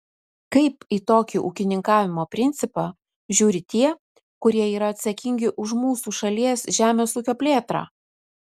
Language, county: Lithuanian, Utena